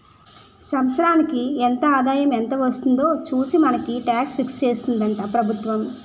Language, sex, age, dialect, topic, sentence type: Telugu, female, 25-30, Utterandhra, banking, statement